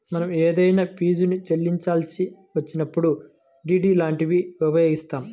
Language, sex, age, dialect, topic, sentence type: Telugu, male, 25-30, Central/Coastal, banking, statement